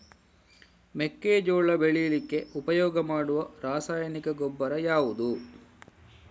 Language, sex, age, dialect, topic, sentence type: Kannada, male, 56-60, Coastal/Dakshin, agriculture, question